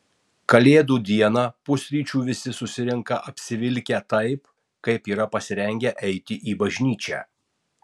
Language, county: Lithuanian, Tauragė